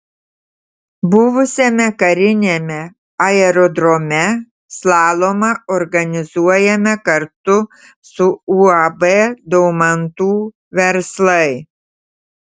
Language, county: Lithuanian, Tauragė